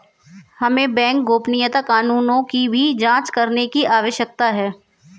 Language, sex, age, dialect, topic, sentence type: Hindi, female, 18-24, Kanauji Braj Bhasha, banking, statement